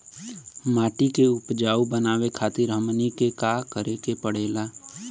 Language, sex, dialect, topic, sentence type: Bhojpuri, female, Western, agriculture, question